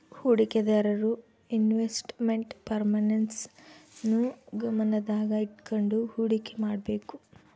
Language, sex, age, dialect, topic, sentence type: Kannada, female, 25-30, Central, banking, statement